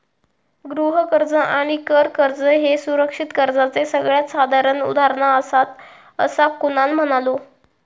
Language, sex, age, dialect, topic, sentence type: Marathi, female, 18-24, Southern Konkan, banking, statement